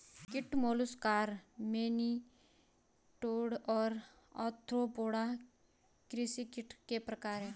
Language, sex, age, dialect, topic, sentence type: Hindi, female, 25-30, Garhwali, agriculture, statement